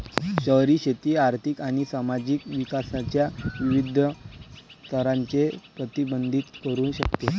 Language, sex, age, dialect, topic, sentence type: Marathi, male, 18-24, Varhadi, agriculture, statement